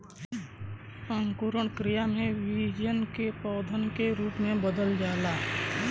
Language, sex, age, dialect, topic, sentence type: Bhojpuri, male, 31-35, Western, agriculture, statement